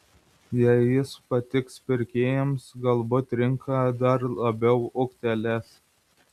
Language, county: Lithuanian, Vilnius